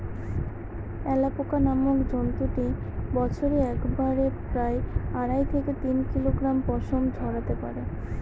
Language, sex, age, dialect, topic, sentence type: Bengali, female, 60-100, Northern/Varendri, agriculture, statement